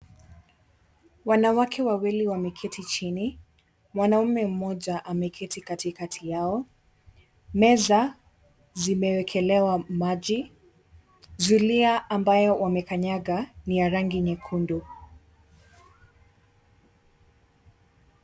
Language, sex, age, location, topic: Swahili, female, 18-24, Mombasa, government